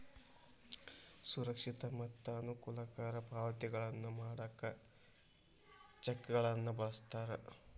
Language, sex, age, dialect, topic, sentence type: Kannada, male, 18-24, Dharwad Kannada, banking, statement